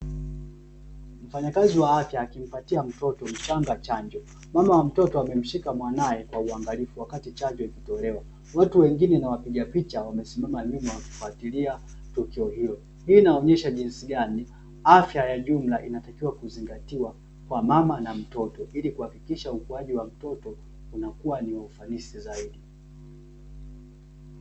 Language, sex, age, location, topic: Swahili, male, 18-24, Dar es Salaam, health